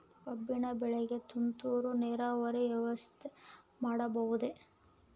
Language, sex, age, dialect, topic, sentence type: Kannada, female, 25-30, Central, agriculture, question